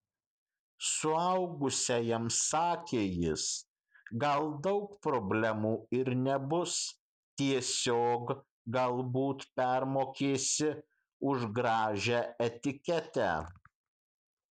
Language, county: Lithuanian, Kaunas